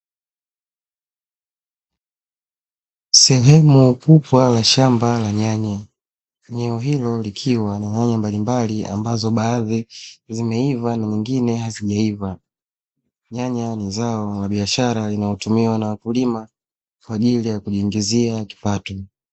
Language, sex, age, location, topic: Swahili, male, 25-35, Dar es Salaam, agriculture